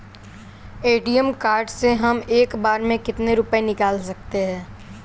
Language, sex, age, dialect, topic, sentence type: Hindi, male, 18-24, Kanauji Braj Bhasha, banking, question